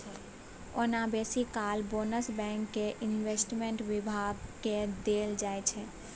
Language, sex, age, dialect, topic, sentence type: Maithili, female, 18-24, Bajjika, banking, statement